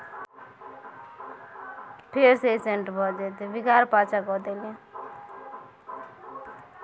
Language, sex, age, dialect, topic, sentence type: Maithili, female, 18-24, Bajjika, banking, statement